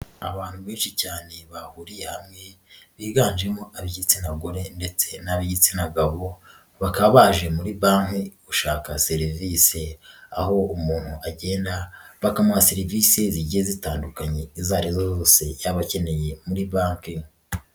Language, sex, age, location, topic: Kinyarwanda, female, 36-49, Nyagatare, finance